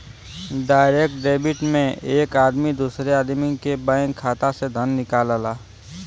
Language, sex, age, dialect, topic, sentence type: Bhojpuri, male, 18-24, Western, banking, statement